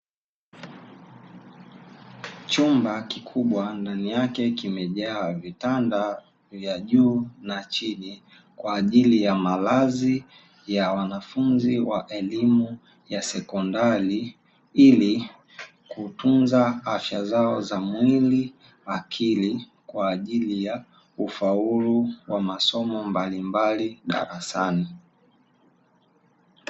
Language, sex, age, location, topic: Swahili, male, 18-24, Dar es Salaam, education